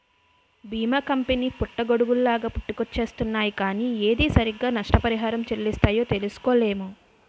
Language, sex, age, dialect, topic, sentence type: Telugu, female, 25-30, Utterandhra, banking, statement